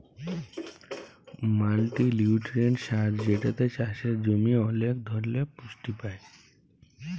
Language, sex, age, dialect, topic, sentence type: Bengali, male, 25-30, Jharkhandi, agriculture, statement